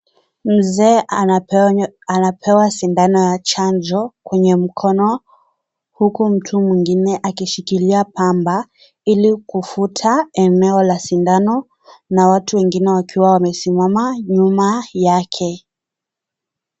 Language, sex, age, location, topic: Swahili, female, 18-24, Kisii, health